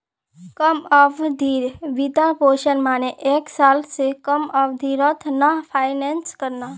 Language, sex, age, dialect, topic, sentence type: Magahi, female, 18-24, Northeastern/Surjapuri, banking, statement